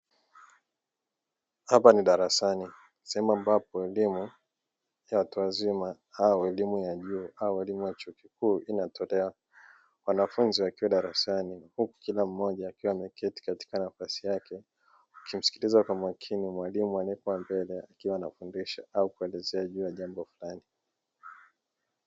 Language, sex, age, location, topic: Swahili, male, 25-35, Dar es Salaam, education